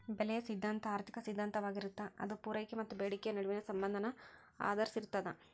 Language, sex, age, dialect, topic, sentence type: Kannada, female, 18-24, Dharwad Kannada, banking, statement